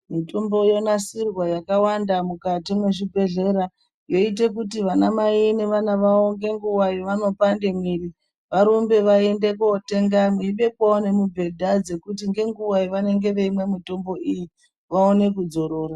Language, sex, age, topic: Ndau, female, 36-49, health